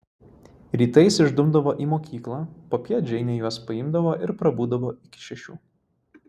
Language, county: Lithuanian, Vilnius